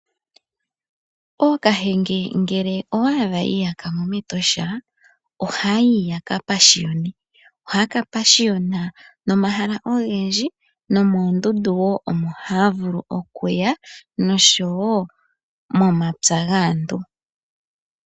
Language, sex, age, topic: Oshiwambo, female, 25-35, agriculture